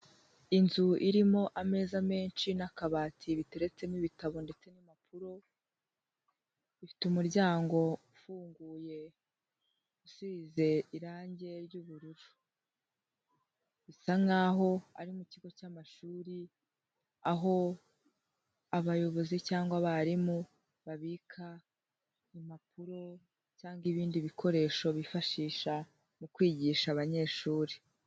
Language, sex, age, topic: Kinyarwanda, male, 18-24, education